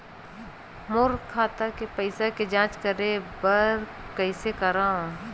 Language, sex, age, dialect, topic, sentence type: Chhattisgarhi, female, 36-40, Western/Budati/Khatahi, banking, question